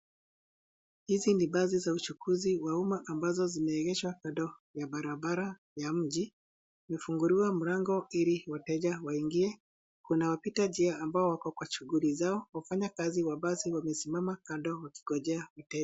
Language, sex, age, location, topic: Swahili, male, 50+, Nairobi, government